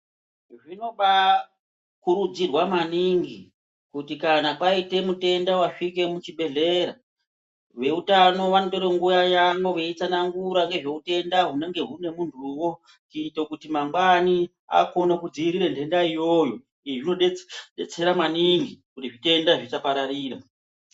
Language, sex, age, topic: Ndau, female, 36-49, health